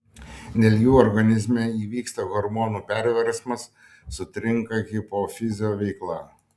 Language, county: Lithuanian, Šiauliai